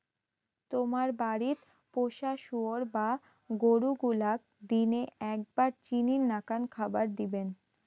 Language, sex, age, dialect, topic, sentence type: Bengali, female, 18-24, Rajbangshi, agriculture, statement